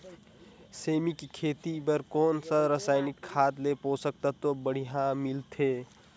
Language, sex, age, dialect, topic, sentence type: Chhattisgarhi, male, 18-24, Northern/Bhandar, agriculture, question